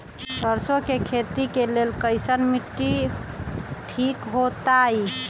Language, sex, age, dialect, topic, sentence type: Magahi, female, 31-35, Western, agriculture, question